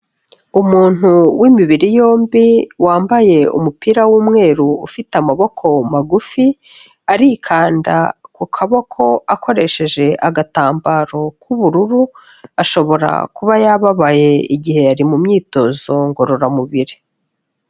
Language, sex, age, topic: Kinyarwanda, female, 36-49, health